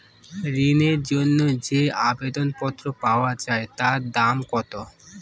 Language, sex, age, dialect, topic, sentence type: Bengali, female, 25-30, Northern/Varendri, banking, question